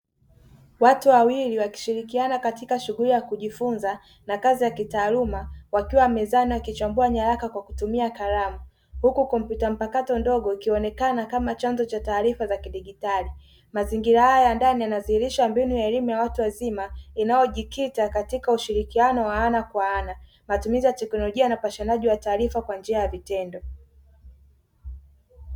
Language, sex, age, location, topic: Swahili, male, 18-24, Dar es Salaam, education